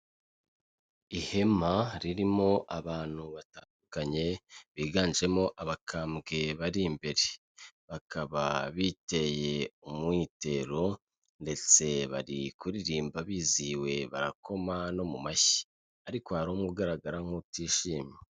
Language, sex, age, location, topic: Kinyarwanda, male, 25-35, Kigali, health